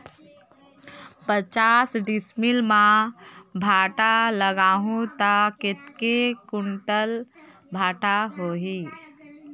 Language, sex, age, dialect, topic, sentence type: Chhattisgarhi, female, 56-60, Northern/Bhandar, agriculture, question